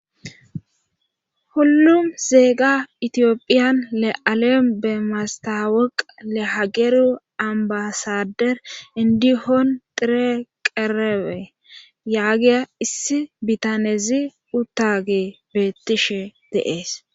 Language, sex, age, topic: Gamo, female, 25-35, government